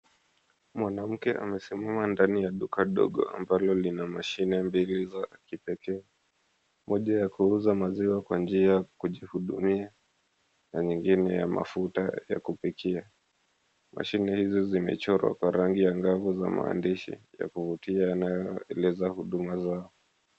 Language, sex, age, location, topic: Swahili, male, 25-35, Mombasa, finance